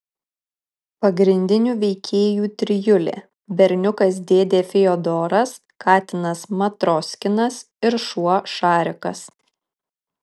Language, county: Lithuanian, Kaunas